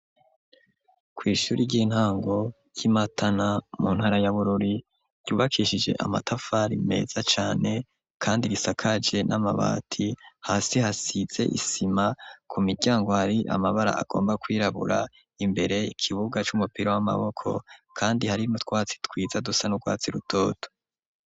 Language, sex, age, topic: Rundi, male, 25-35, education